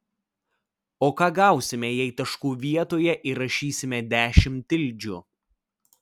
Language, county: Lithuanian, Vilnius